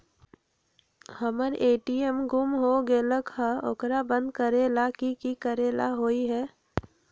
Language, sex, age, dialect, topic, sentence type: Magahi, female, 25-30, Western, banking, question